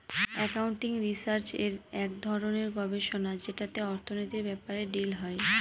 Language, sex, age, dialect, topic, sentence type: Bengali, female, 18-24, Northern/Varendri, banking, statement